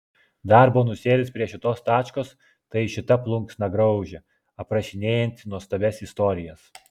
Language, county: Lithuanian, Klaipėda